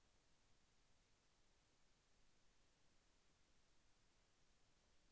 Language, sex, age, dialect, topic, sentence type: Telugu, male, 25-30, Central/Coastal, agriculture, question